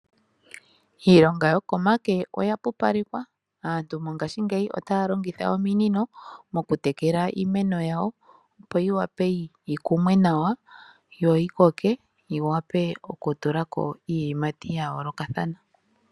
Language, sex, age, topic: Oshiwambo, female, 25-35, agriculture